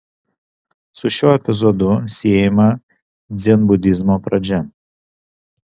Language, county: Lithuanian, Vilnius